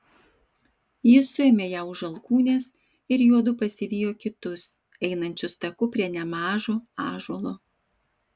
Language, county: Lithuanian, Vilnius